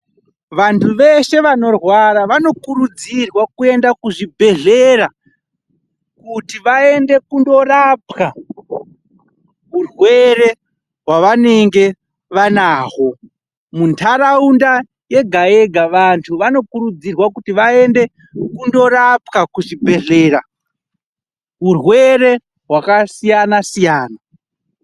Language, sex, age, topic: Ndau, male, 25-35, health